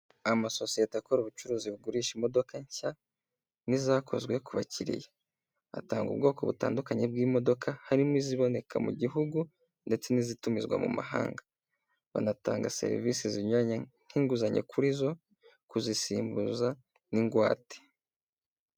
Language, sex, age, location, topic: Kinyarwanda, male, 18-24, Kigali, finance